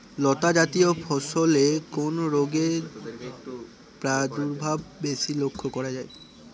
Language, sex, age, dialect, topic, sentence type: Bengali, male, 18-24, Northern/Varendri, agriculture, question